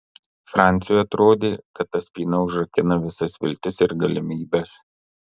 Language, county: Lithuanian, Marijampolė